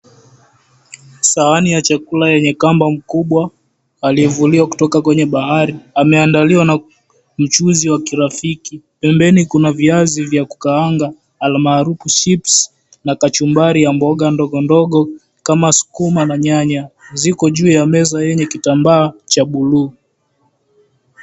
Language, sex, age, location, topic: Swahili, male, 18-24, Mombasa, agriculture